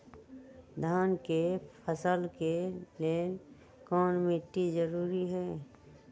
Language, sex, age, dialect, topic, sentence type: Magahi, female, 31-35, Western, agriculture, question